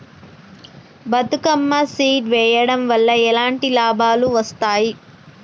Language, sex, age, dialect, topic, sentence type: Telugu, female, 31-35, Telangana, agriculture, question